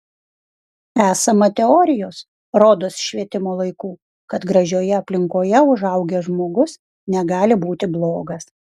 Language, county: Lithuanian, Kaunas